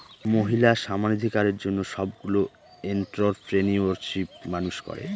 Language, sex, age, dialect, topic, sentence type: Bengali, male, 18-24, Northern/Varendri, banking, statement